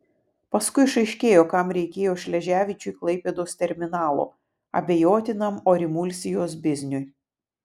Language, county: Lithuanian, Vilnius